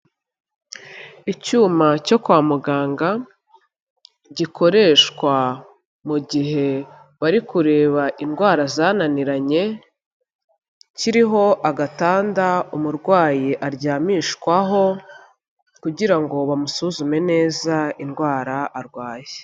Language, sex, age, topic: Kinyarwanda, female, 25-35, health